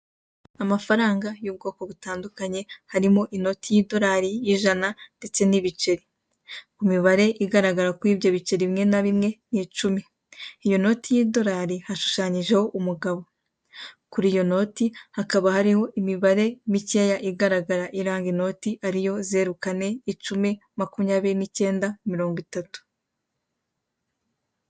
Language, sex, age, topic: Kinyarwanda, female, 18-24, finance